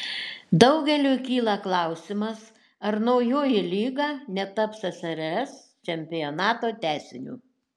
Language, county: Lithuanian, Šiauliai